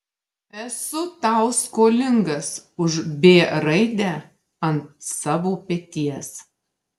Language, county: Lithuanian, Marijampolė